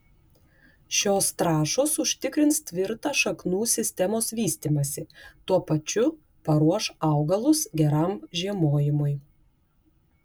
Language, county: Lithuanian, Klaipėda